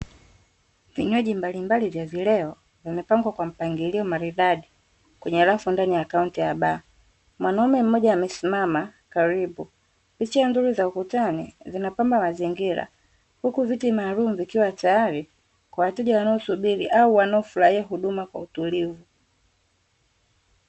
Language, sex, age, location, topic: Swahili, female, 18-24, Dar es Salaam, finance